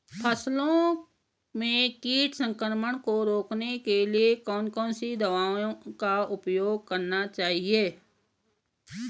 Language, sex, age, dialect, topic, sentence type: Hindi, female, 41-45, Garhwali, agriculture, question